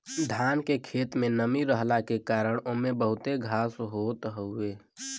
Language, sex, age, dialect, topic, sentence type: Bhojpuri, male, <18, Western, agriculture, statement